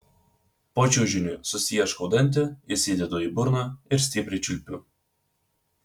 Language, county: Lithuanian, Vilnius